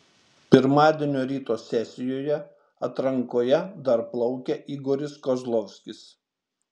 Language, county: Lithuanian, Šiauliai